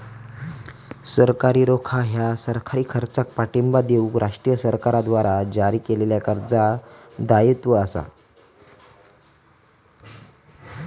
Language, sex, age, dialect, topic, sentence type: Marathi, male, 18-24, Southern Konkan, banking, statement